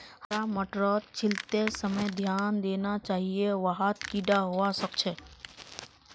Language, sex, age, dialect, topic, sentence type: Magahi, female, 31-35, Northeastern/Surjapuri, agriculture, statement